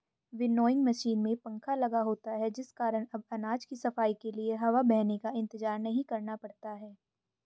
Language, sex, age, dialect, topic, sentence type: Hindi, female, 25-30, Hindustani Malvi Khadi Boli, agriculture, statement